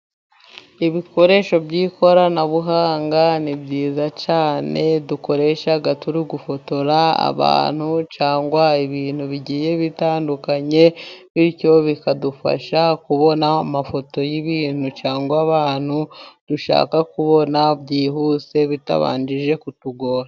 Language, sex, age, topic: Kinyarwanda, female, 25-35, education